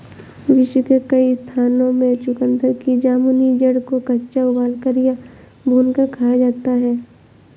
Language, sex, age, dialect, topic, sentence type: Hindi, female, 18-24, Awadhi Bundeli, agriculture, statement